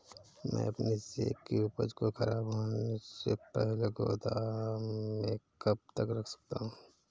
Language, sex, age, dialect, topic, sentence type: Hindi, male, 31-35, Awadhi Bundeli, agriculture, question